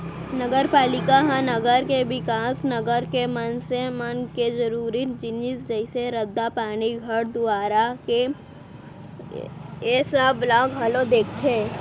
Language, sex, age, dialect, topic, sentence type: Chhattisgarhi, female, 18-24, Central, banking, statement